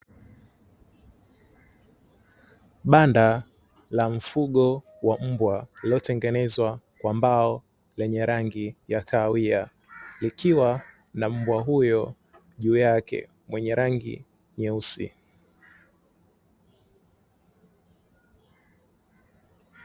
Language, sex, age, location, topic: Swahili, male, 25-35, Dar es Salaam, agriculture